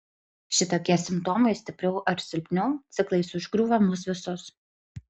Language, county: Lithuanian, Klaipėda